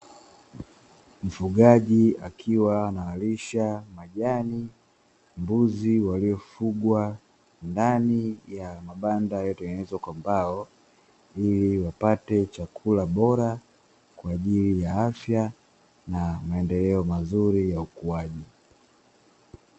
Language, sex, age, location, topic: Swahili, male, 25-35, Dar es Salaam, agriculture